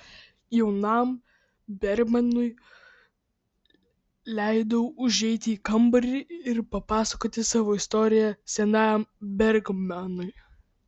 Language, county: Lithuanian, Vilnius